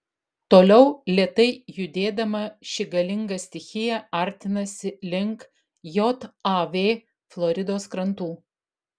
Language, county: Lithuanian, Vilnius